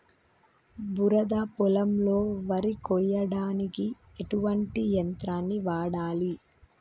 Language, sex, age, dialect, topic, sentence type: Telugu, female, 25-30, Telangana, agriculture, question